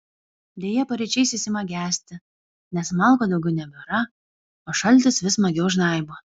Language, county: Lithuanian, Kaunas